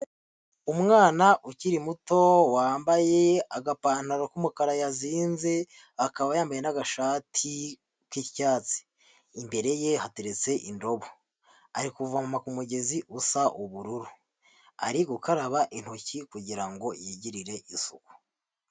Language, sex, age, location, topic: Kinyarwanda, male, 50+, Huye, health